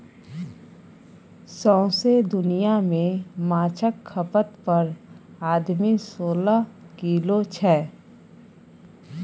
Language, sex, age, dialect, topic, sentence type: Maithili, female, 31-35, Bajjika, agriculture, statement